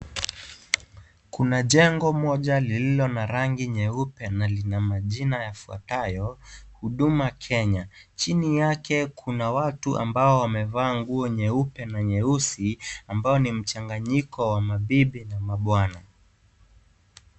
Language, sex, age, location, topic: Swahili, male, 18-24, Kisii, government